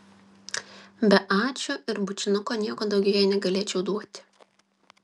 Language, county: Lithuanian, Klaipėda